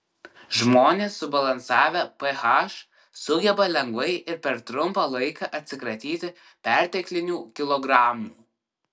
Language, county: Lithuanian, Kaunas